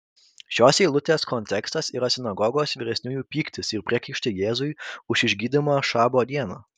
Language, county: Lithuanian, Vilnius